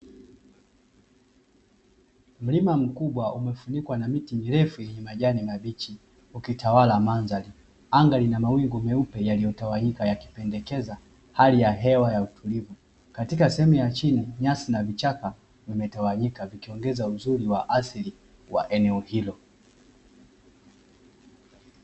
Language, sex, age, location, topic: Swahili, male, 18-24, Dar es Salaam, agriculture